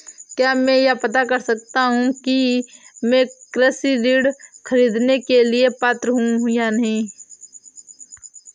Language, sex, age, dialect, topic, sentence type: Hindi, female, 18-24, Awadhi Bundeli, banking, question